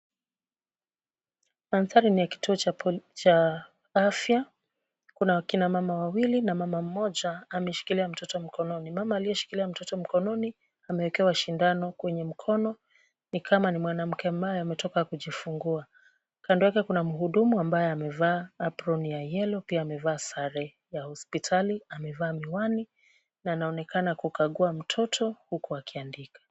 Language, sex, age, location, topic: Swahili, female, 36-49, Kisumu, health